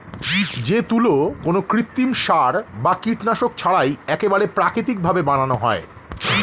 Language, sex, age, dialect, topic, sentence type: Bengali, male, 36-40, Standard Colloquial, agriculture, statement